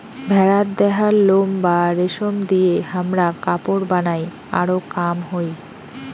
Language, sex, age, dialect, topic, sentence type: Bengali, female, 18-24, Rajbangshi, agriculture, statement